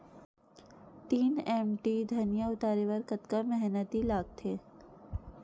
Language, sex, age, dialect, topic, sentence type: Chhattisgarhi, female, 31-35, Western/Budati/Khatahi, agriculture, question